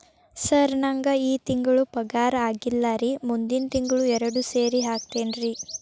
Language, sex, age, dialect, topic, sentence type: Kannada, female, 18-24, Dharwad Kannada, banking, question